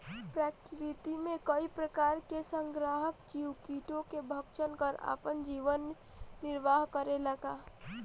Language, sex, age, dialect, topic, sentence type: Bhojpuri, female, 18-24, Northern, agriculture, question